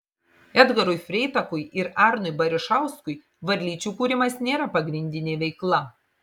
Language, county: Lithuanian, Marijampolė